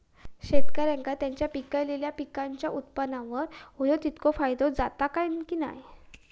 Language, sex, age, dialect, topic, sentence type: Marathi, female, 41-45, Southern Konkan, agriculture, question